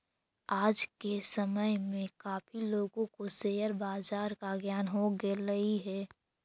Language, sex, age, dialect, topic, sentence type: Magahi, female, 46-50, Central/Standard, banking, statement